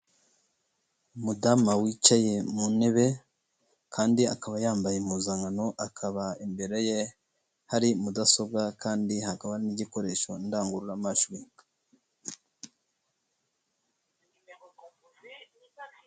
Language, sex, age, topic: Kinyarwanda, male, 18-24, government